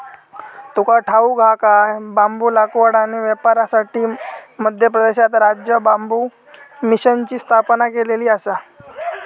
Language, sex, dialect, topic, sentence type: Marathi, male, Southern Konkan, agriculture, statement